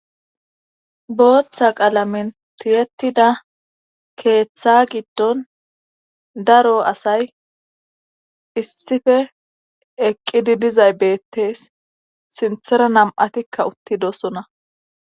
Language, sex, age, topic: Gamo, female, 25-35, government